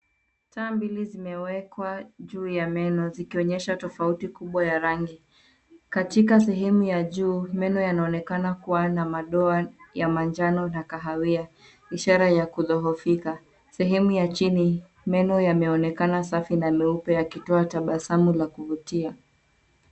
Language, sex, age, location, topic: Swahili, female, 18-24, Nairobi, health